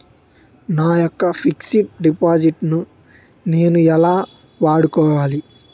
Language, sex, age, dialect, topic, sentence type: Telugu, male, 18-24, Utterandhra, banking, question